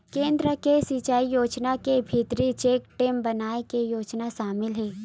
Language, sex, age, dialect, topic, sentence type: Chhattisgarhi, female, 18-24, Western/Budati/Khatahi, agriculture, statement